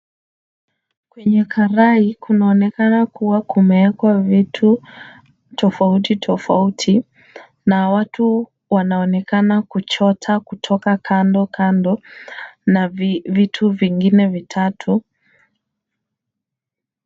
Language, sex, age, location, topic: Swahili, female, 18-24, Kisumu, agriculture